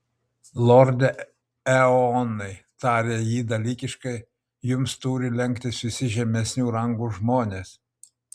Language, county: Lithuanian, Utena